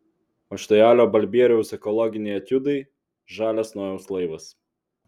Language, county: Lithuanian, Vilnius